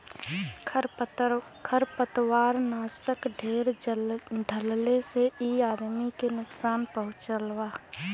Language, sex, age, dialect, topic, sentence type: Bhojpuri, female, 18-24, Western, agriculture, statement